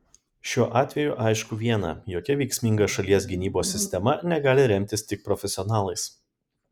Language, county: Lithuanian, Kaunas